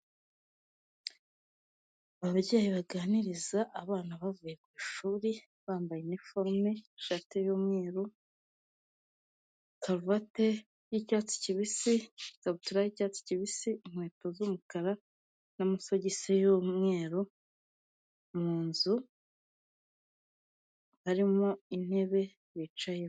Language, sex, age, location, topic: Kinyarwanda, female, 25-35, Kigali, health